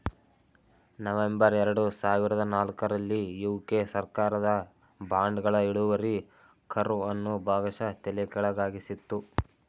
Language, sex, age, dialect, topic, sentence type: Kannada, male, 18-24, Mysore Kannada, banking, statement